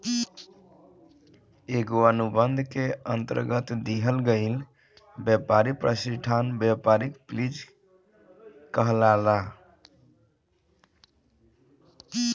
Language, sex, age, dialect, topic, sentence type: Bhojpuri, male, 25-30, Southern / Standard, banking, statement